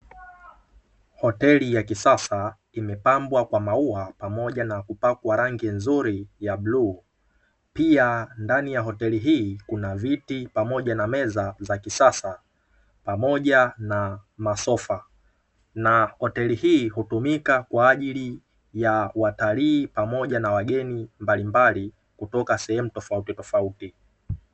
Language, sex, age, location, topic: Swahili, male, 18-24, Dar es Salaam, finance